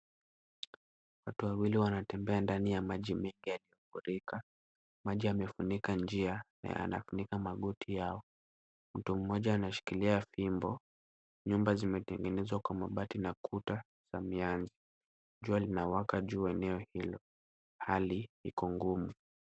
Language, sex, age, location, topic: Swahili, male, 25-35, Kisumu, health